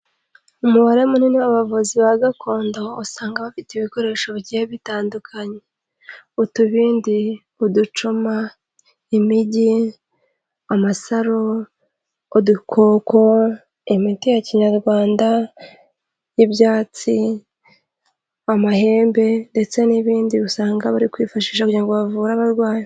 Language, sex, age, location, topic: Kinyarwanda, female, 25-35, Kigali, health